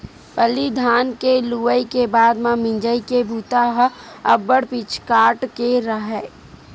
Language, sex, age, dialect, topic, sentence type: Chhattisgarhi, female, 41-45, Western/Budati/Khatahi, agriculture, statement